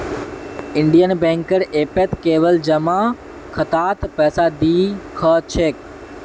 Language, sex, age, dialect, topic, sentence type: Magahi, male, 18-24, Northeastern/Surjapuri, banking, statement